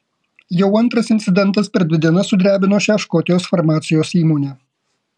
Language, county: Lithuanian, Kaunas